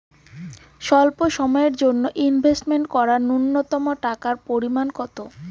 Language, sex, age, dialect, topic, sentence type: Bengali, female, 18-24, Rajbangshi, banking, question